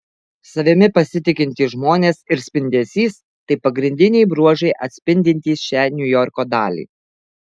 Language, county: Lithuanian, Alytus